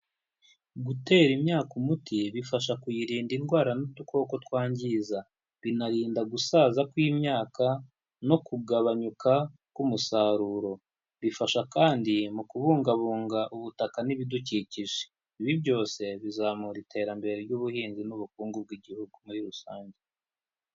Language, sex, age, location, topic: Kinyarwanda, male, 25-35, Huye, agriculture